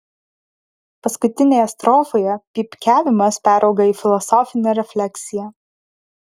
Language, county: Lithuanian, Vilnius